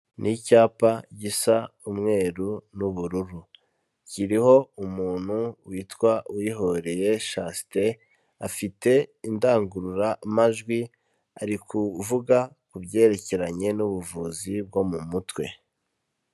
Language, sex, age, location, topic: Kinyarwanda, male, 25-35, Kigali, health